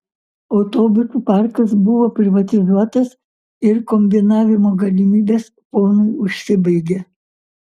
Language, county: Lithuanian, Kaunas